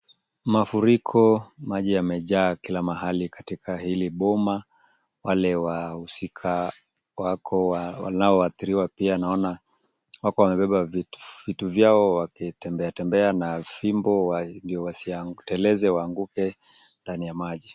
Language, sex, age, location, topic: Swahili, male, 36-49, Kisumu, health